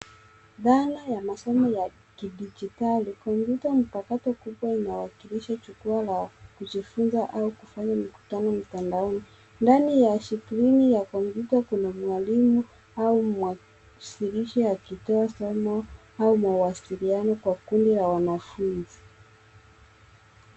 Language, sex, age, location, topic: Swahili, female, 18-24, Nairobi, education